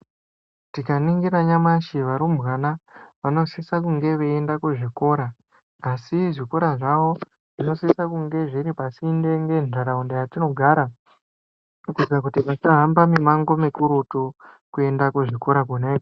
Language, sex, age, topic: Ndau, male, 25-35, education